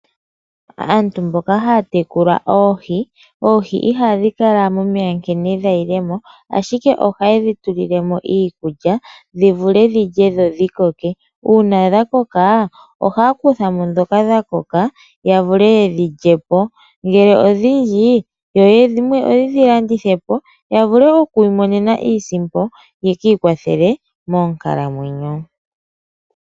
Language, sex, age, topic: Oshiwambo, female, 25-35, agriculture